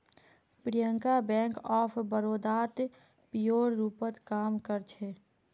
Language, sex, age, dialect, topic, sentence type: Magahi, female, 46-50, Northeastern/Surjapuri, banking, statement